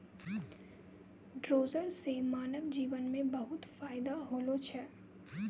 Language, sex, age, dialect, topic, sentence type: Maithili, female, 18-24, Angika, agriculture, statement